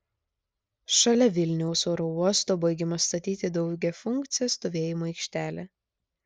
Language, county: Lithuanian, Klaipėda